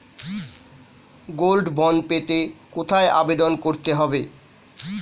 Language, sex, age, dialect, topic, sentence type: Bengali, male, 46-50, Standard Colloquial, banking, question